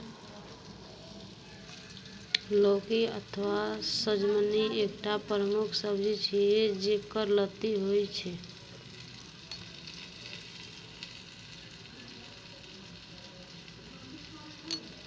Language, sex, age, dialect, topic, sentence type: Maithili, female, 25-30, Eastern / Thethi, agriculture, statement